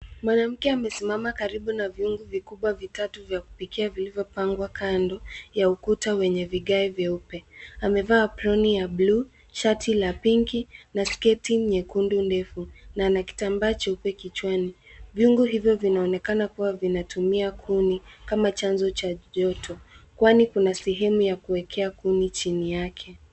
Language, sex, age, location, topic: Swahili, female, 18-24, Nairobi, government